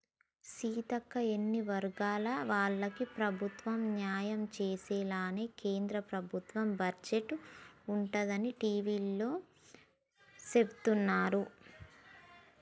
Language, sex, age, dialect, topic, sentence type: Telugu, female, 18-24, Telangana, banking, statement